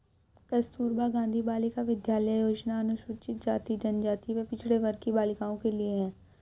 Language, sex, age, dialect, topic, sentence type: Hindi, female, 18-24, Hindustani Malvi Khadi Boli, banking, statement